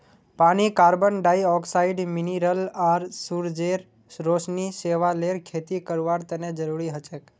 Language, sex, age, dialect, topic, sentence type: Magahi, male, 18-24, Northeastern/Surjapuri, agriculture, statement